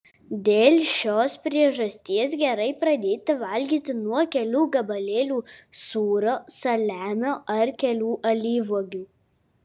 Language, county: Lithuanian, Kaunas